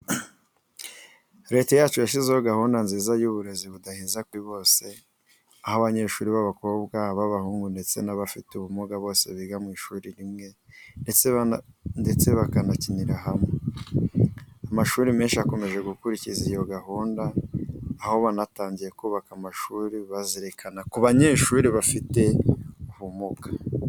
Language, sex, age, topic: Kinyarwanda, male, 25-35, education